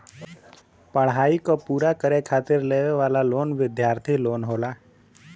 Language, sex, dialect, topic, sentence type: Bhojpuri, male, Western, banking, statement